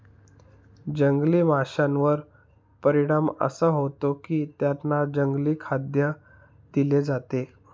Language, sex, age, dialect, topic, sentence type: Marathi, male, 31-35, Northern Konkan, agriculture, statement